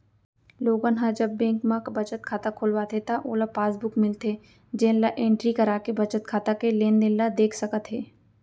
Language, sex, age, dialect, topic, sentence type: Chhattisgarhi, female, 25-30, Central, banking, statement